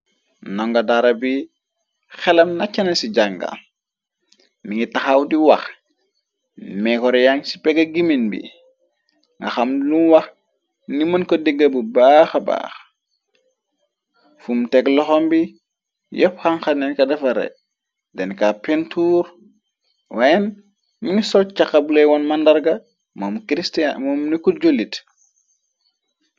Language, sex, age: Wolof, male, 25-35